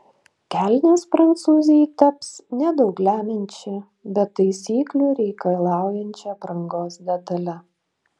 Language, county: Lithuanian, Šiauliai